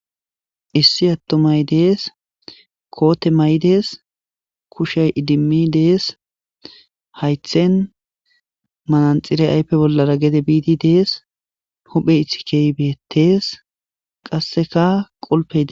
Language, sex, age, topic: Gamo, male, 18-24, government